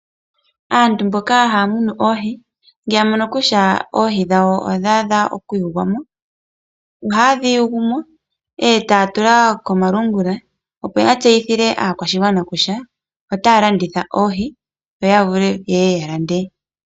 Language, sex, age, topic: Oshiwambo, female, 25-35, agriculture